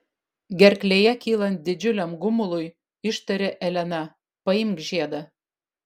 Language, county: Lithuanian, Vilnius